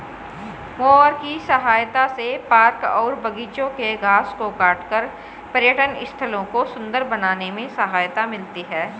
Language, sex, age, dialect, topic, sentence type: Hindi, female, 41-45, Hindustani Malvi Khadi Boli, agriculture, statement